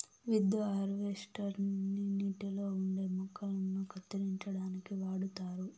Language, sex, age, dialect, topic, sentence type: Telugu, female, 18-24, Southern, agriculture, statement